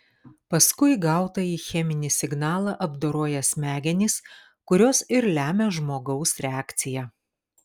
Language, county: Lithuanian, Kaunas